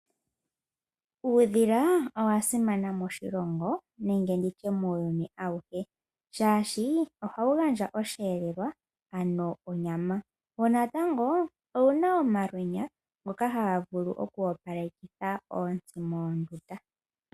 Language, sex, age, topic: Oshiwambo, female, 18-24, agriculture